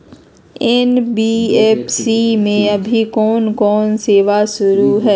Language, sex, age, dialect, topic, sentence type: Magahi, female, 31-35, Western, banking, question